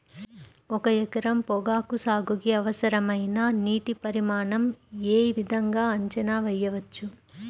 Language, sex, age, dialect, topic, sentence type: Telugu, female, 25-30, Central/Coastal, agriculture, question